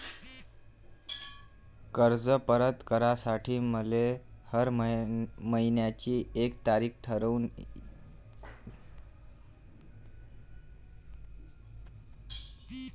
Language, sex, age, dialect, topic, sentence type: Marathi, male, 31-35, Varhadi, banking, question